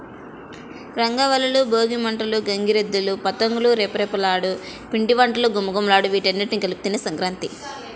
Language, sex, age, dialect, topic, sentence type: Telugu, female, 18-24, Central/Coastal, agriculture, statement